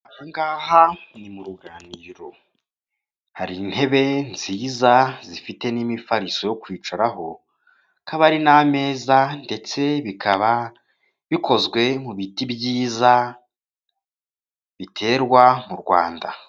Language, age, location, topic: Kinyarwanda, 18-24, Kigali, finance